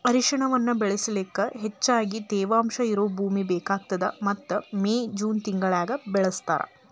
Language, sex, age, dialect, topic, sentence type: Kannada, female, 31-35, Dharwad Kannada, agriculture, statement